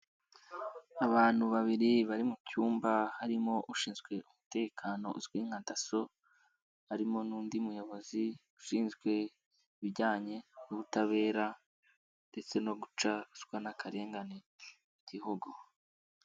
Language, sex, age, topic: Kinyarwanda, male, 18-24, government